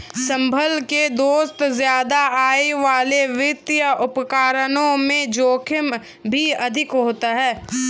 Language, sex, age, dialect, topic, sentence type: Hindi, female, 18-24, Hindustani Malvi Khadi Boli, banking, statement